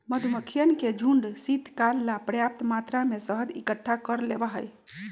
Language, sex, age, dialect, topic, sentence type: Magahi, female, 46-50, Western, agriculture, statement